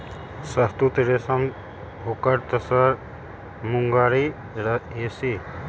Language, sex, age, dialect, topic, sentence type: Magahi, male, 36-40, Western, agriculture, statement